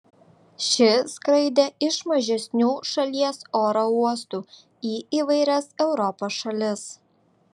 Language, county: Lithuanian, Vilnius